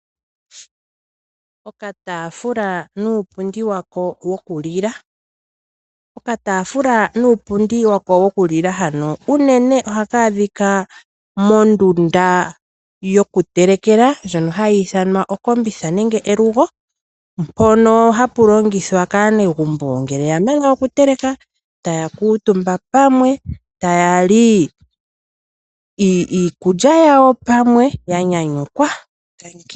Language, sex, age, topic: Oshiwambo, female, 25-35, finance